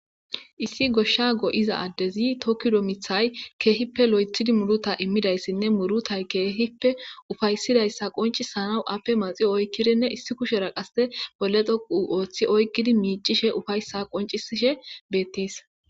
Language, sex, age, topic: Gamo, female, 25-35, agriculture